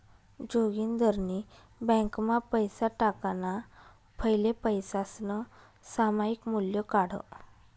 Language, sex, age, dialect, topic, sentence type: Marathi, female, 25-30, Northern Konkan, banking, statement